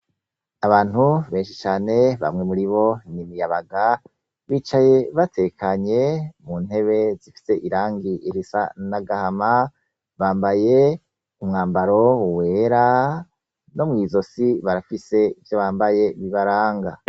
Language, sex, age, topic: Rundi, male, 36-49, education